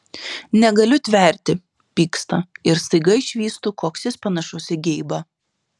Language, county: Lithuanian, Šiauliai